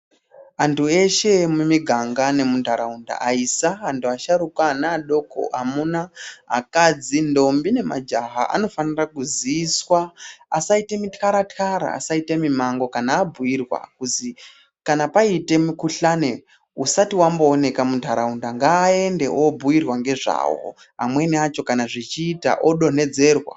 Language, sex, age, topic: Ndau, male, 18-24, health